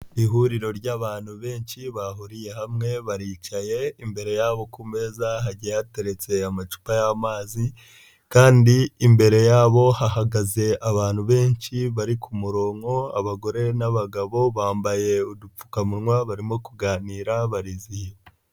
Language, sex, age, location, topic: Kinyarwanda, male, 25-35, Nyagatare, health